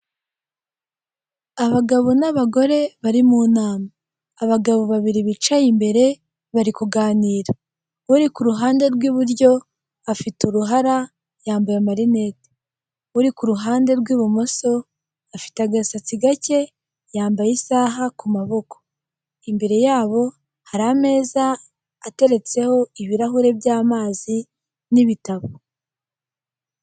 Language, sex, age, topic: Kinyarwanda, female, 18-24, government